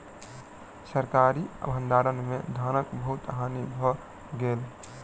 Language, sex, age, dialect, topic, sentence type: Maithili, male, 18-24, Southern/Standard, agriculture, statement